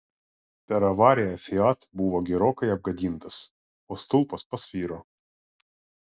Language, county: Lithuanian, Klaipėda